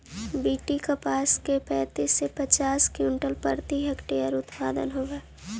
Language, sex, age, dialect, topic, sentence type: Magahi, female, 18-24, Central/Standard, agriculture, statement